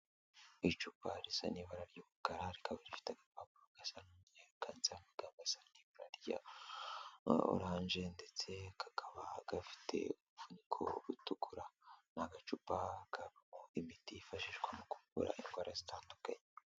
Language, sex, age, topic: Kinyarwanda, male, 18-24, health